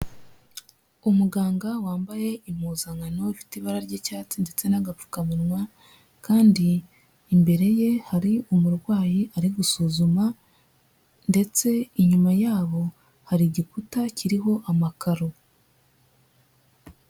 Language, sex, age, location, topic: Kinyarwanda, male, 50+, Nyagatare, health